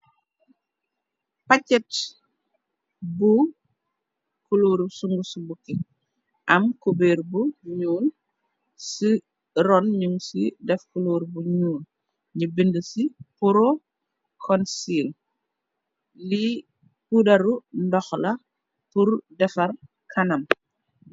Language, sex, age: Wolof, female, 36-49